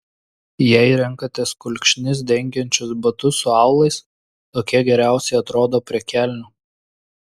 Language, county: Lithuanian, Klaipėda